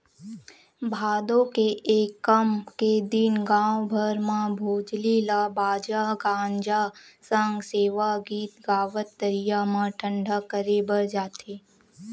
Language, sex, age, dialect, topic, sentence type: Chhattisgarhi, female, 18-24, Western/Budati/Khatahi, agriculture, statement